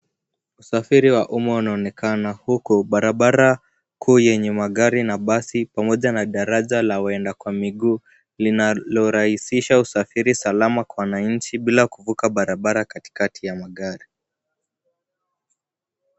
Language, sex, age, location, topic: Swahili, male, 18-24, Nairobi, government